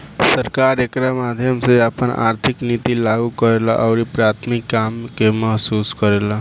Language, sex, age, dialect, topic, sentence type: Bhojpuri, male, 18-24, Southern / Standard, banking, statement